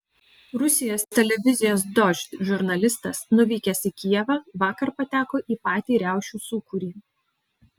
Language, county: Lithuanian, Alytus